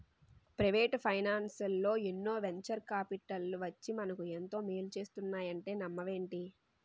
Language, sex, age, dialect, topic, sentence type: Telugu, female, 18-24, Utterandhra, banking, statement